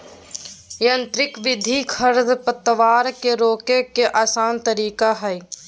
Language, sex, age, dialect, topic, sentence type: Magahi, female, 18-24, Southern, agriculture, statement